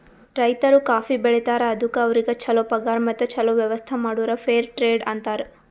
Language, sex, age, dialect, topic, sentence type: Kannada, female, 18-24, Northeastern, banking, statement